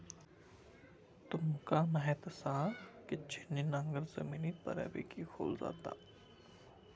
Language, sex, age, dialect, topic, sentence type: Marathi, male, 25-30, Southern Konkan, agriculture, statement